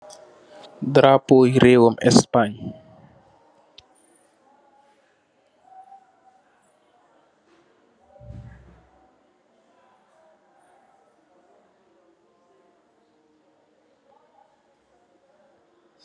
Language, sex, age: Wolof, male, 25-35